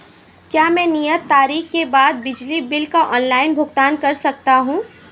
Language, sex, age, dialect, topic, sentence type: Hindi, female, 18-24, Marwari Dhudhari, banking, question